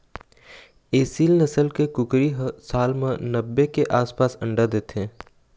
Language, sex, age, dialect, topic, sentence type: Chhattisgarhi, male, 18-24, Eastern, agriculture, statement